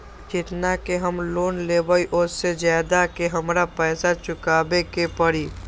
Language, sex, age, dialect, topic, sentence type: Magahi, male, 18-24, Western, banking, question